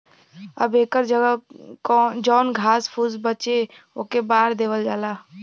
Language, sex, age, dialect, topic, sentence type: Bhojpuri, female, 18-24, Western, agriculture, statement